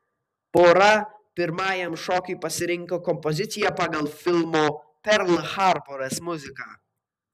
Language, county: Lithuanian, Vilnius